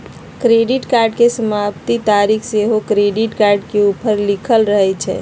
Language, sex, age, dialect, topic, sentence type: Magahi, female, 51-55, Western, banking, statement